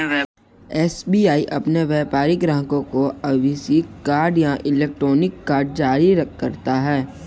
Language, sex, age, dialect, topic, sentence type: Hindi, male, 25-30, Kanauji Braj Bhasha, banking, statement